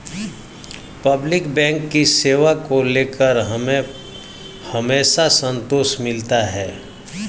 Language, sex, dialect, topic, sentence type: Hindi, male, Hindustani Malvi Khadi Boli, banking, statement